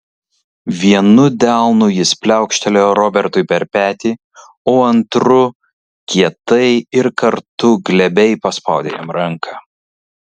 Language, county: Lithuanian, Kaunas